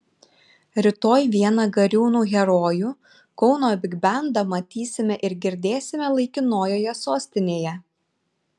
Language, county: Lithuanian, Šiauliai